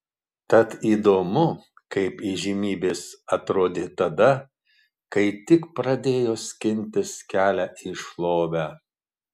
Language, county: Lithuanian, Marijampolė